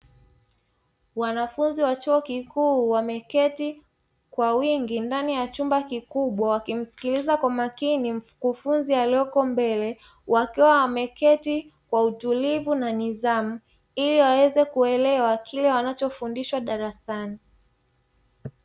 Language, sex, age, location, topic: Swahili, female, 25-35, Dar es Salaam, education